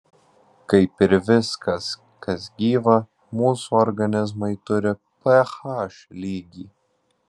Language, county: Lithuanian, Alytus